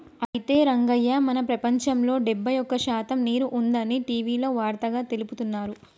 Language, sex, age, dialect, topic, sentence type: Telugu, female, 18-24, Telangana, agriculture, statement